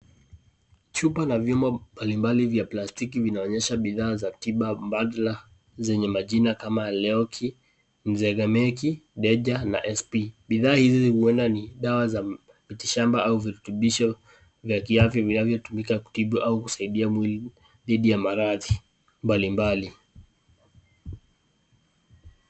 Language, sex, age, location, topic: Swahili, male, 25-35, Kisii, health